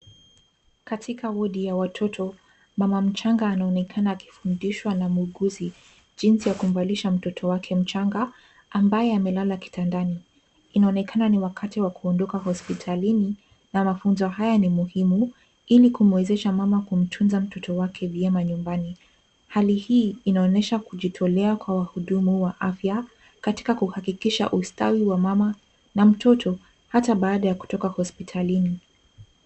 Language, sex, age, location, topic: Swahili, female, 18-24, Nairobi, health